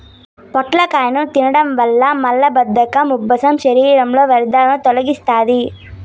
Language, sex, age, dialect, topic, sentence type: Telugu, female, 18-24, Southern, agriculture, statement